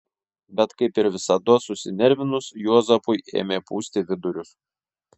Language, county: Lithuanian, Šiauliai